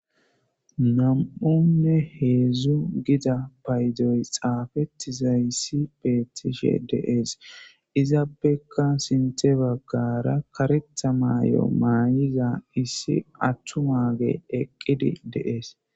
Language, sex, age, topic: Gamo, male, 25-35, government